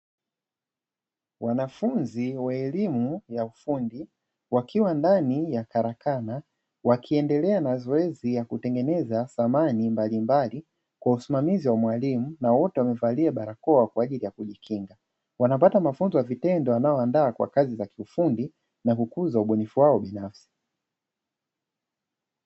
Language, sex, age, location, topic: Swahili, male, 25-35, Dar es Salaam, education